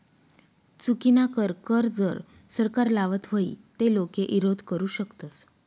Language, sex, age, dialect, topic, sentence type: Marathi, female, 36-40, Northern Konkan, banking, statement